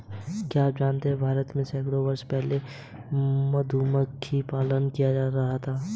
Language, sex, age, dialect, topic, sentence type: Hindi, male, 18-24, Hindustani Malvi Khadi Boli, agriculture, statement